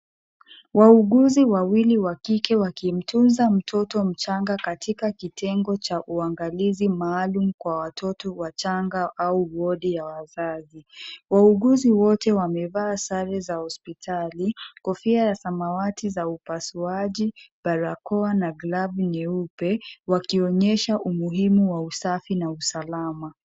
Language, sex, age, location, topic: Swahili, female, 25-35, Kisumu, health